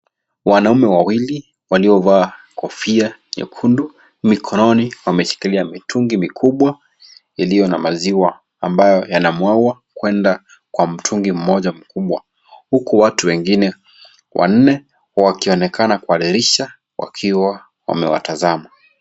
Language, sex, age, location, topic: Swahili, male, 25-35, Kisii, agriculture